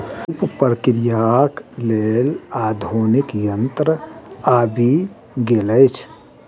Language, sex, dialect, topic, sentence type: Maithili, male, Southern/Standard, agriculture, statement